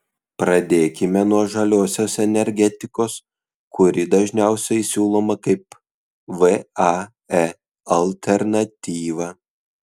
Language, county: Lithuanian, Kaunas